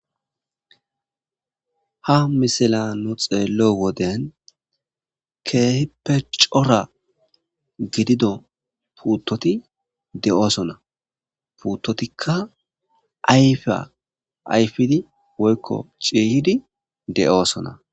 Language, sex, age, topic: Gamo, male, 25-35, agriculture